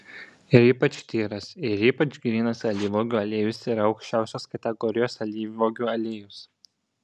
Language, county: Lithuanian, Šiauliai